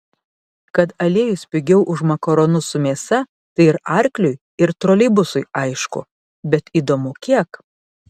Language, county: Lithuanian, Panevėžys